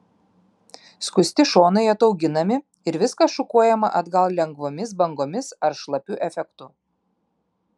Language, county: Lithuanian, Klaipėda